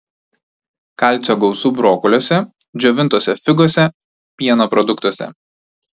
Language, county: Lithuanian, Tauragė